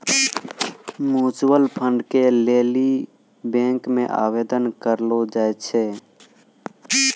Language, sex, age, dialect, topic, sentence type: Maithili, male, 18-24, Angika, banking, statement